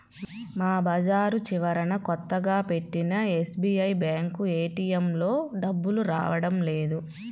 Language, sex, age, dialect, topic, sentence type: Telugu, female, 25-30, Central/Coastal, banking, statement